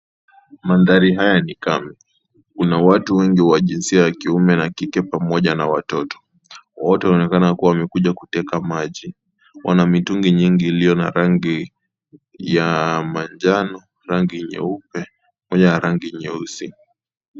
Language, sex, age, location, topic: Swahili, male, 18-24, Kisii, health